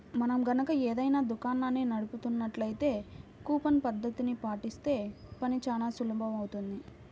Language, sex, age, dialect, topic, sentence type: Telugu, female, 18-24, Central/Coastal, banking, statement